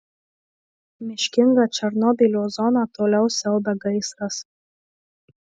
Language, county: Lithuanian, Marijampolė